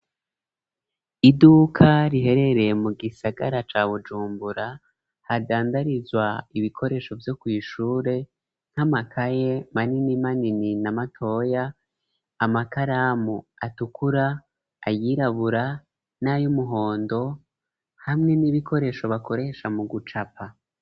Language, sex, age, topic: Rundi, male, 25-35, education